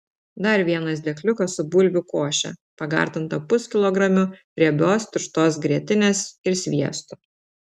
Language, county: Lithuanian, Telšiai